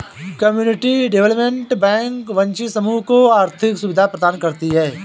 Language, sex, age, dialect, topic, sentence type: Hindi, male, 25-30, Awadhi Bundeli, banking, statement